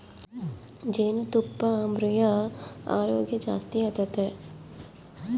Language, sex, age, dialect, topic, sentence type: Kannada, female, 36-40, Central, agriculture, statement